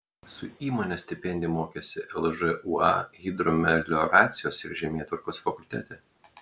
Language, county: Lithuanian, Klaipėda